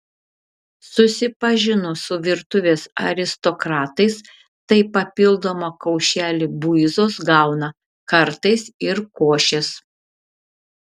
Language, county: Lithuanian, Šiauliai